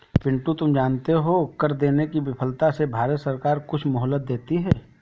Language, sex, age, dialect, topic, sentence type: Hindi, male, 18-24, Awadhi Bundeli, banking, statement